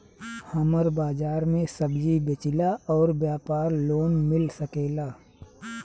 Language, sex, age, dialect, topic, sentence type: Bhojpuri, male, 36-40, Southern / Standard, banking, question